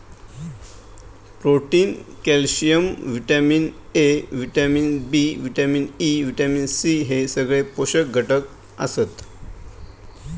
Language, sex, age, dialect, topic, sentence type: Marathi, male, 18-24, Southern Konkan, agriculture, statement